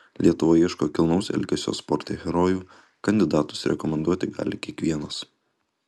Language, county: Lithuanian, Utena